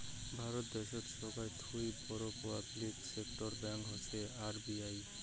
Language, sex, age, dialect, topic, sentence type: Bengali, male, 18-24, Rajbangshi, banking, statement